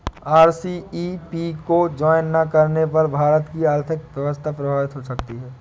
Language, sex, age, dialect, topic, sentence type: Hindi, male, 18-24, Awadhi Bundeli, banking, statement